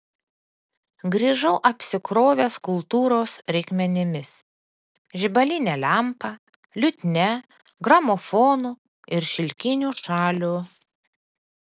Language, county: Lithuanian, Panevėžys